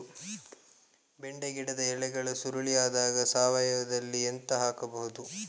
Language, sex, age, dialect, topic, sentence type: Kannada, male, 25-30, Coastal/Dakshin, agriculture, question